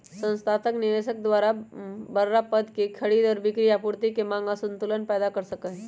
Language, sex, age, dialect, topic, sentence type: Magahi, female, 18-24, Western, banking, statement